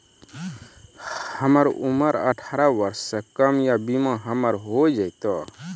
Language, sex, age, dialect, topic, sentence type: Maithili, male, 46-50, Angika, banking, question